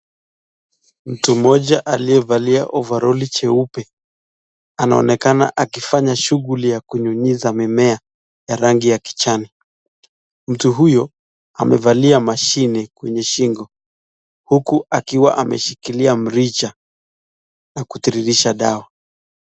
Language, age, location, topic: Swahili, 36-49, Nakuru, health